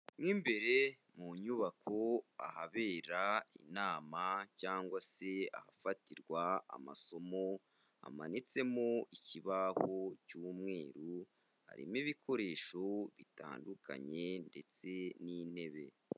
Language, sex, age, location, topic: Kinyarwanda, male, 25-35, Kigali, education